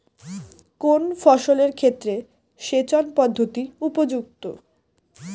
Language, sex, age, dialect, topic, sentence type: Bengali, female, 18-24, Standard Colloquial, agriculture, question